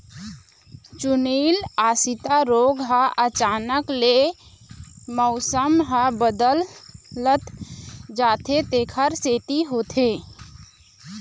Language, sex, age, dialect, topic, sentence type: Chhattisgarhi, female, 25-30, Eastern, agriculture, statement